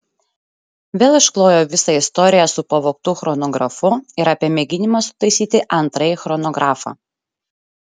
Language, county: Lithuanian, Šiauliai